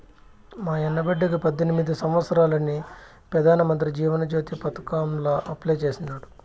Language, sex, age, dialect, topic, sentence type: Telugu, male, 25-30, Southern, banking, statement